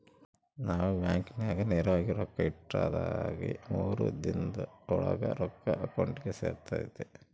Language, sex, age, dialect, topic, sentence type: Kannada, male, 46-50, Central, banking, statement